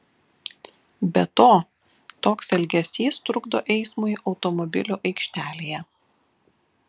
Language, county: Lithuanian, Kaunas